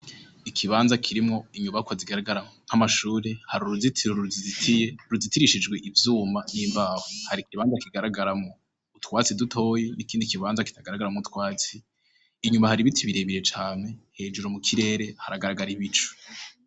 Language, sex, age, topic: Rundi, male, 18-24, education